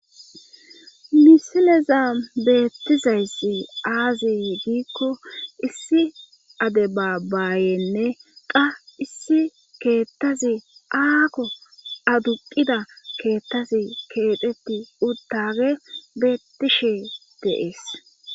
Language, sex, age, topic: Gamo, female, 25-35, government